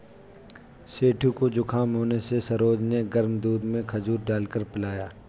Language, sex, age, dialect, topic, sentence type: Hindi, male, 25-30, Awadhi Bundeli, agriculture, statement